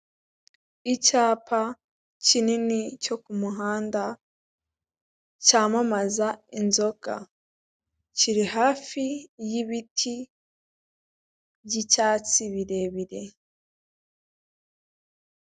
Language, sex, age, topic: Kinyarwanda, female, 18-24, finance